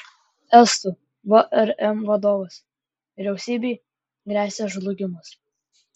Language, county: Lithuanian, Klaipėda